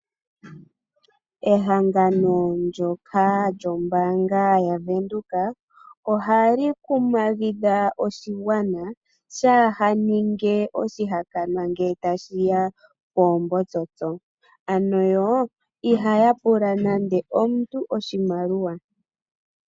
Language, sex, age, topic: Oshiwambo, female, 36-49, finance